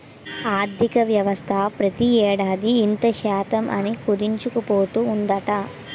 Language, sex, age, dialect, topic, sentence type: Telugu, female, 18-24, Utterandhra, banking, statement